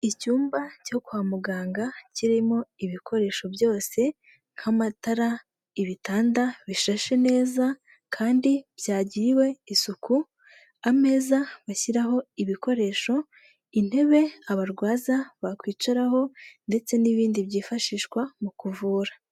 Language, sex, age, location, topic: Kinyarwanda, female, 25-35, Huye, health